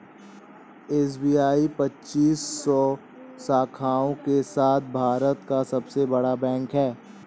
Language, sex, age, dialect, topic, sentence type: Hindi, male, 18-24, Awadhi Bundeli, banking, statement